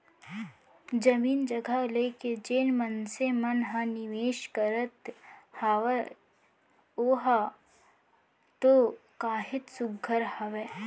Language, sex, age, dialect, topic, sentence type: Chhattisgarhi, female, 18-24, Central, banking, statement